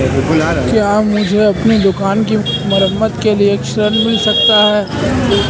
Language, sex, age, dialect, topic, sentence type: Hindi, male, 18-24, Marwari Dhudhari, banking, question